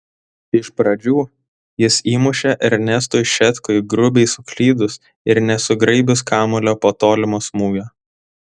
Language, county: Lithuanian, Vilnius